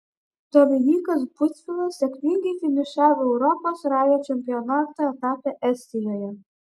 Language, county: Lithuanian, Vilnius